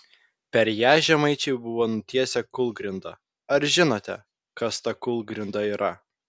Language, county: Lithuanian, Vilnius